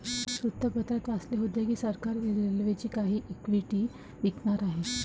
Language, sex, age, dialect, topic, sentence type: Marathi, female, 18-24, Varhadi, banking, statement